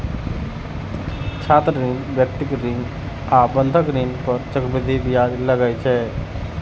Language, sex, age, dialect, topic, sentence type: Maithili, male, 31-35, Eastern / Thethi, banking, statement